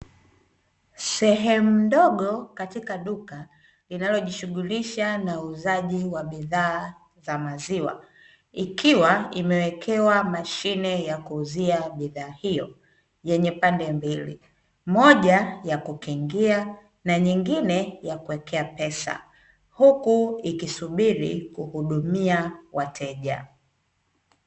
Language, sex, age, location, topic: Swahili, female, 25-35, Dar es Salaam, finance